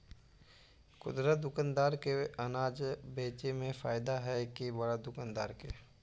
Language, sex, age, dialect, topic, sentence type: Magahi, male, 18-24, Central/Standard, agriculture, question